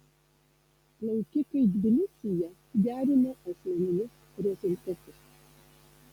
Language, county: Lithuanian, Alytus